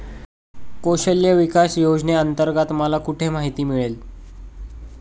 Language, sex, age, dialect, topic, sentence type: Marathi, male, 18-24, Standard Marathi, banking, question